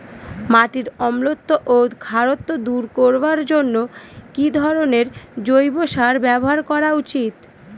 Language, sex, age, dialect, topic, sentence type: Bengali, female, 18-24, Northern/Varendri, agriculture, question